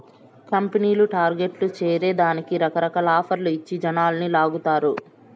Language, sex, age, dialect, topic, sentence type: Telugu, male, 25-30, Southern, banking, statement